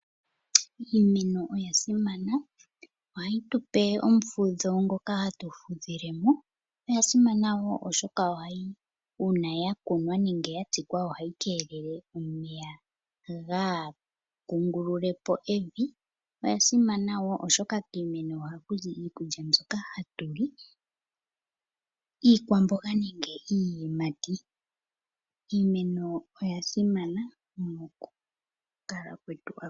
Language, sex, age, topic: Oshiwambo, female, 25-35, agriculture